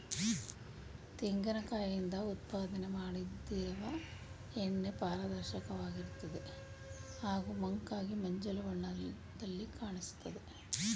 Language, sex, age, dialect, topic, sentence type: Kannada, female, 51-55, Mysore Kannada, agriculture, statement